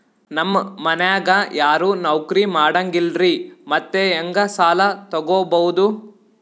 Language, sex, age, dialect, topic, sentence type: Kannada, male, 18-24, Northeastern, banking, question